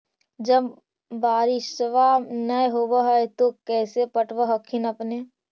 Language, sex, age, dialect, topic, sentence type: Magahi, female, 18-24, Central/Standard, agriculture, question